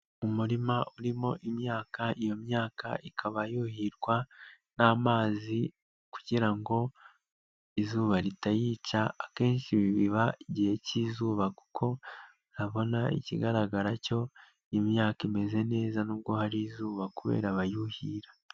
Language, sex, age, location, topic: Kinyarwanda, male, 18-24, Nyagatare, agriculture